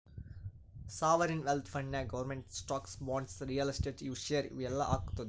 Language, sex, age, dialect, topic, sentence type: Kannada, male, 18-24, Northeastern, banking, statement